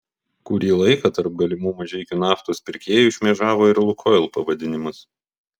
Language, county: Lithuanian, Vilnius